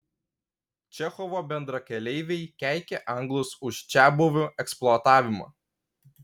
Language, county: Lithuanian, Kaunas